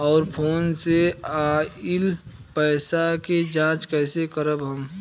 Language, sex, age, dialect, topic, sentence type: Bhojpuri, male, 25-30, Western, banking, question